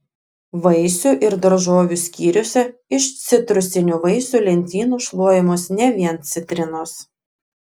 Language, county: Lithuanian, Klaipėda